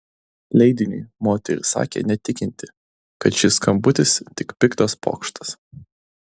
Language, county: Lithuanian, Klaipėda